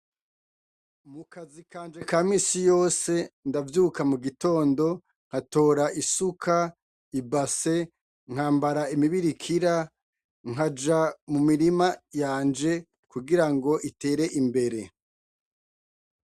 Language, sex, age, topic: Rundi, male, 25-35, agriculture